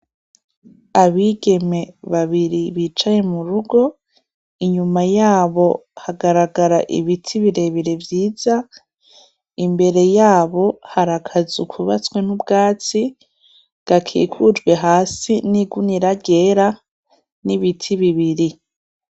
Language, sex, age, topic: Rundi, female, 25-35, agriculture